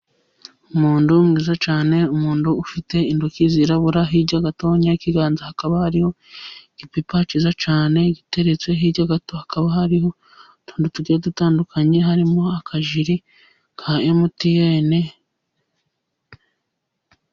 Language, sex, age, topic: Kinyarwanda, female, 25-35, finance